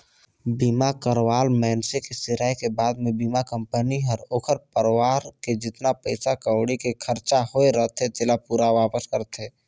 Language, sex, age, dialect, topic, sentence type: Chhattisgarhi, male, 18-24, Northern/Bhandar, banking, statement